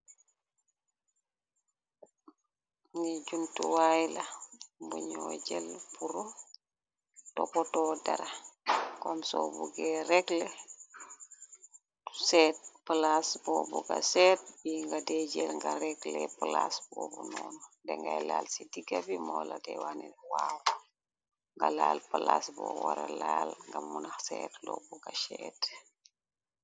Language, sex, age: Wolof, female, 25-35